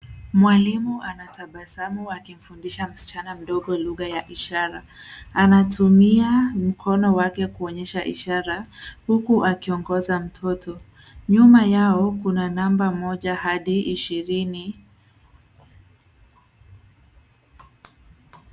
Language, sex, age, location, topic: Swahili, female, 25-35, Nairobi, education